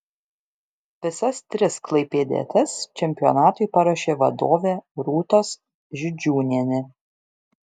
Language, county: Lithuanian, Šiauliai